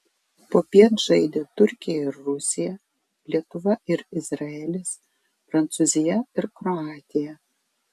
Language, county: Lithuanian, Vilnius